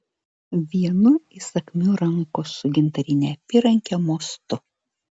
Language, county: Lithuanian, Vilnius